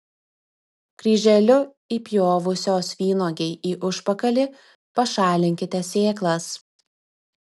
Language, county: Lithuanian, Vilnius